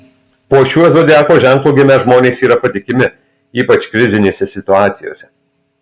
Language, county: Lithuanian, Marijampolė